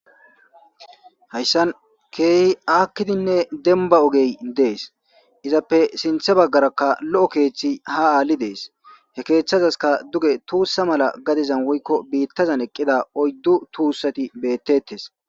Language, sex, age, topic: Gamo, male, 25-35, government